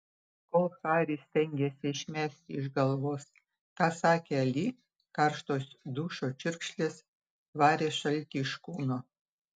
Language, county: Lithuanian, Utena